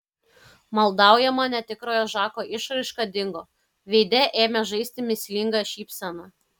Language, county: Lithuanian, Kaunas